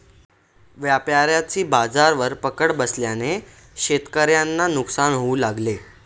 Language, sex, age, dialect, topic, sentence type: Marathi, male, 18-24, Northern Konkan, agriculture, statement